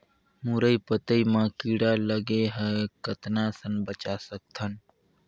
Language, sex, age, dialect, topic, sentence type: Chhattisgarhi, male, 60-100, Northern/Bhandar, agriculture, question